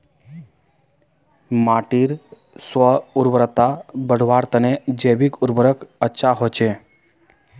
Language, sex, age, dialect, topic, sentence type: Magahi, male, 31-35, Northeastern/Surjapuri, agriculture, statement